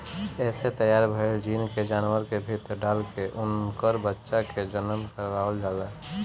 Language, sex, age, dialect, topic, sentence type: Bhojpuri, male, 25-30, Northern, agriculture, statement